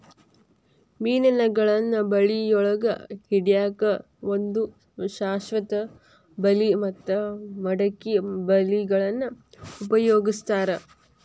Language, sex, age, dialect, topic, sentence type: Kannada, female, 18-24, Dharwad Kannada, agriculture, statement